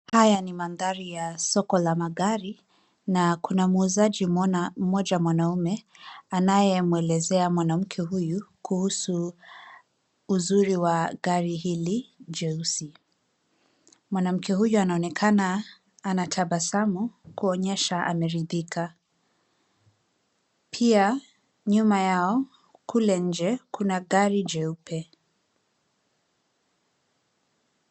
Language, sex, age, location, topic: Swahili, female, 25-35, Nairobi, finance